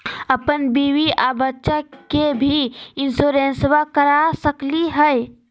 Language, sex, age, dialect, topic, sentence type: Magahi, female, 18-24, Southern, banking, question